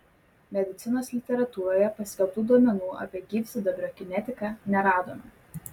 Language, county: Lithuanian, Vilnius